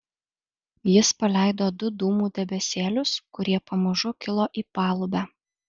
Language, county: Lithuanian, Alytus